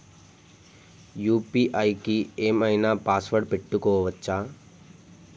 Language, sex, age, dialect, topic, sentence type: Telugu, male, 18-24, Telangana, banking, question